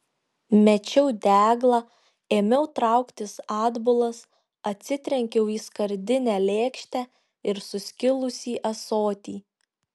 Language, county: Lithuanian, Šiauliai